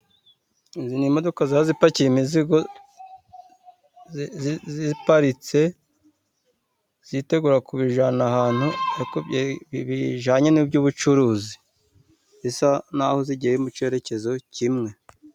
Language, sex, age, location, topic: Kinyarwanda, male, 36-49, Musanze, government